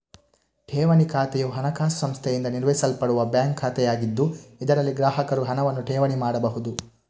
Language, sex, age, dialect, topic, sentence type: Kannada, male, 18-24, Coastal/Dakshin, banking, statement